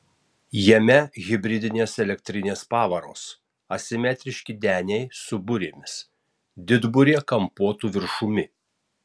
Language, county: Lithuanian, Tauragė